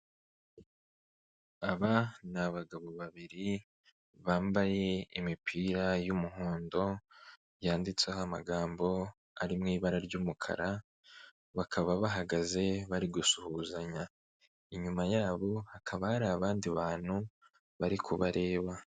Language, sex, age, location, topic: Kinyarwanda, male, 25-35, Kigali, finance